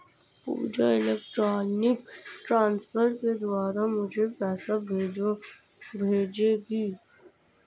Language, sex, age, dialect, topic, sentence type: Hindi, female, 51-55, Marwari Dhudhari, banking, statement